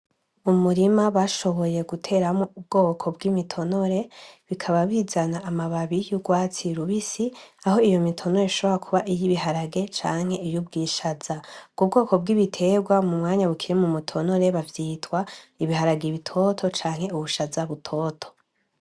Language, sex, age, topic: Rundi, male, 18-24, agriculture